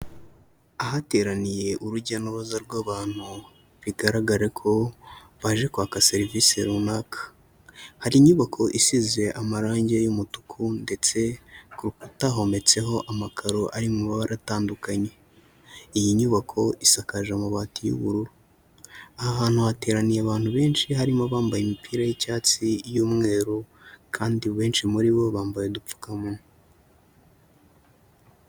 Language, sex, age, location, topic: Kinyarwanda, male, 18-24, Huye, health